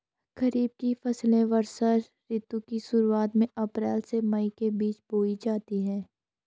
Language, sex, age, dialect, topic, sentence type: Hindi, female, 18-24, Garhwali, agriculture, statement